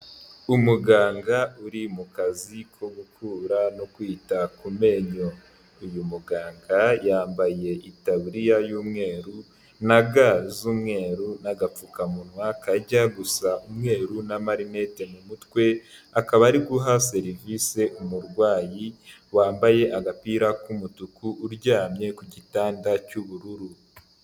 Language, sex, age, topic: Kinyarwanda, male, 18-24, health